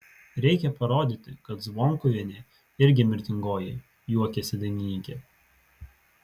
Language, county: Lithuanian, Vilnius